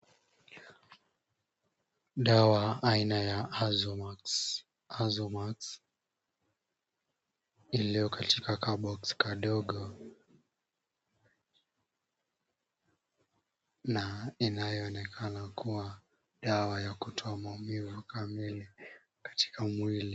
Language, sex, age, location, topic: Swahili, male, 18-24, Kisumu, health